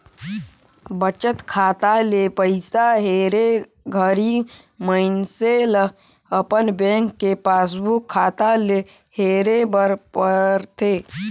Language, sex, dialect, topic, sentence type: Chhattisgarhi, male, Northern/Bhandar, banking, statement